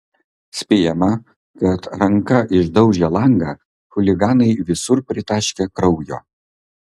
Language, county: Lithuanian, Kaunas